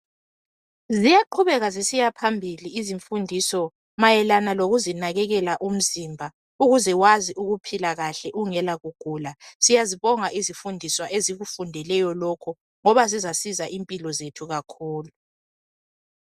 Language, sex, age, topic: North Ndebele, female, 25-35, health